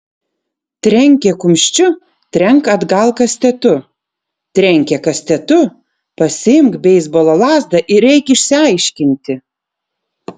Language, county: Lithuanian, Vilnius